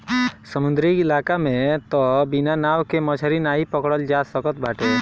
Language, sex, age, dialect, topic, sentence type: Bhojpuri, male, 18-24, Northern, agriculture, statement